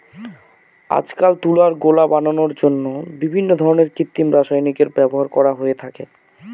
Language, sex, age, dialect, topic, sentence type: Bengali, male, 25-30, Northern/Varendri, agriculture, statement